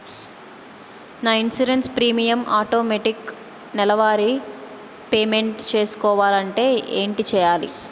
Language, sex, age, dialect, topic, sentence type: Telugu, female, 25-30, Utterandhra, banking, question